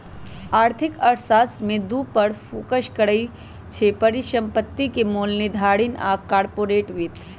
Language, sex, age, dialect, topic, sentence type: Magahi, male, 18-24, Western, banking, statement